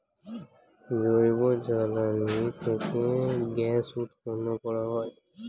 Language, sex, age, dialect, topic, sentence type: Bengali, male, <18, Standard Colloquial, agriculture, statement